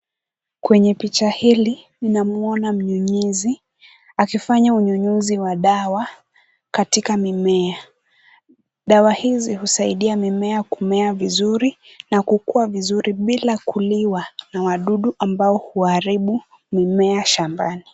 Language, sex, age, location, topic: Swahili, female, 18-24, Kisumu, health